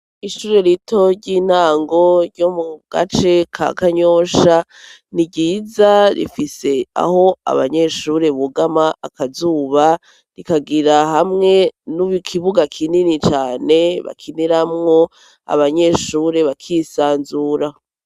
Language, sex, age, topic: Rundi, male, 36-49, education